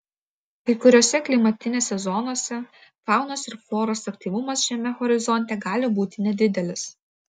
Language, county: Lithuanian, Vilnius